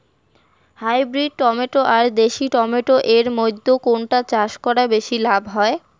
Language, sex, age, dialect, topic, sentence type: Bengali, female, 18-24, Rajbangshi, agriculture, question